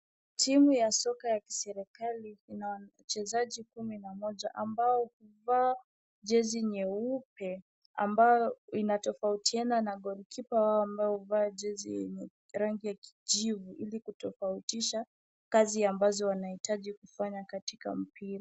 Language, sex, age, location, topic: Swahili, female, 18-24, Kisumu, government